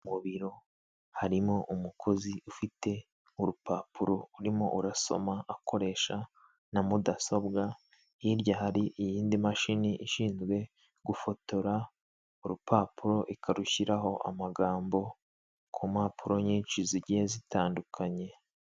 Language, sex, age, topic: Kinyarwanda, male, 25-35, finance